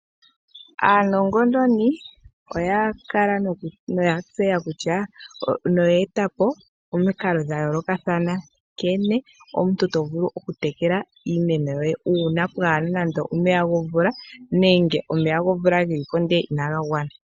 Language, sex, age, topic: Oshiwambo, female, 25-35, agriculture